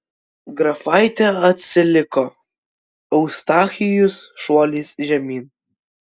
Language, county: Lithuanian, Vilnius